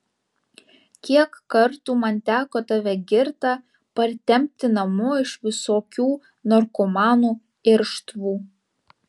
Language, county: Lithuanian, Vilnius